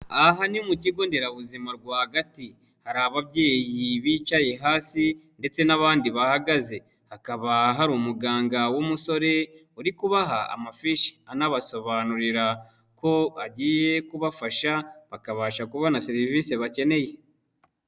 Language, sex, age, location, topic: Kinyarwanda, male, 18-24, Nyagatare, health